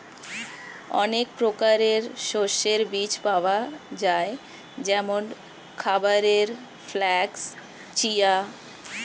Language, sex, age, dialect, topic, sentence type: Bengali, female, 25-30, Standard Colloquial, agriculture, statement